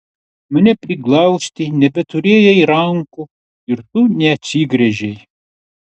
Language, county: Lithuanian, Klaipėda